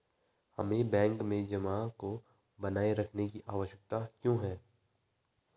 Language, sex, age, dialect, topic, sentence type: Hindi, male, 25-30, Hindustani Malvi Khadi Boli, banking, question